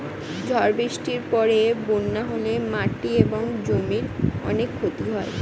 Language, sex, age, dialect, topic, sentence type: Bengali, female, 60-100, Standard Colloquial, agriculture, statement